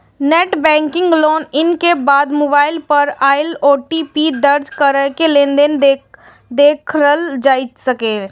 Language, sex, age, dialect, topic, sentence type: Maithili, female, 36-40, Eastern / Thethi, banking, statement